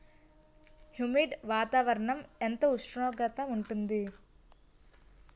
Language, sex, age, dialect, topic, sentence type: Telugu, female, 18-24, Utterandhra, agriculture, question